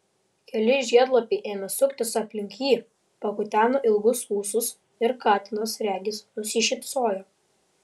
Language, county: Lithuanian, Vilnius